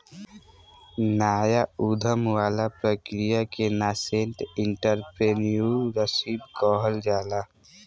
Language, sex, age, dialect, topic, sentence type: Bhojpuri, male, <18, Southern / Standard, banking, statement